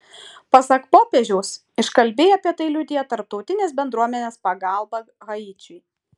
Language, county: Lithuanian, Šiauliai